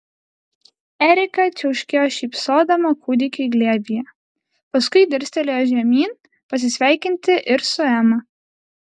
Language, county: Lithuanian, Alytus